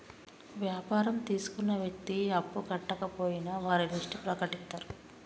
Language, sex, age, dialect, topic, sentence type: Telugu, male, 25-30, Telangana, banking, statement